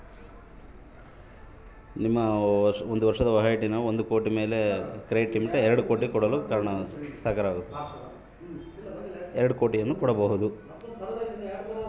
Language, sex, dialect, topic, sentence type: Kannada, male, Central, banking, question